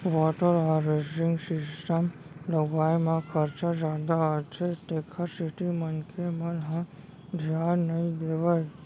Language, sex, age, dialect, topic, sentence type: Chhattisgarhi, male, 46-50, Central, agriculture, statement